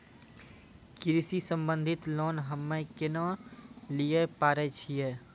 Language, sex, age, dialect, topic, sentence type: Maithili, male, 51-55, Angika, banking, question